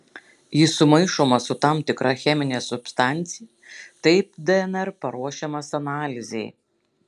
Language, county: Lithuanian, Šiauliai